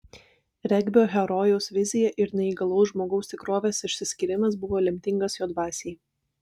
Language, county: Lithuanian, Vilnius